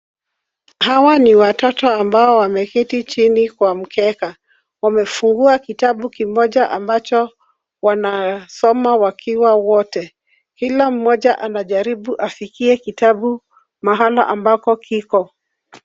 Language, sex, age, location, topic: Swahili, female, 36-49, Nairobi, health